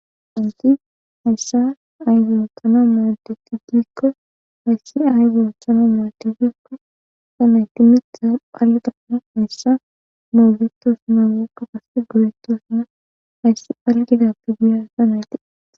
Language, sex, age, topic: Gamo, female, 18-24, government